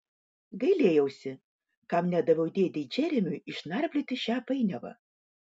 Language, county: Lithuanian, Vilnius